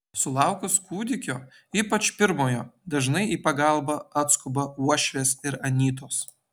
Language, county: Lithuanian, Utena